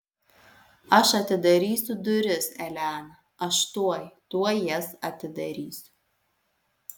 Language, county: Lithuanian, Alytus